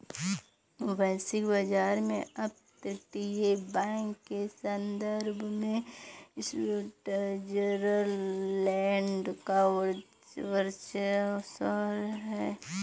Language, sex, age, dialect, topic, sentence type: Hindi, female, 18-24, Awadhi Bundeli, banking, statement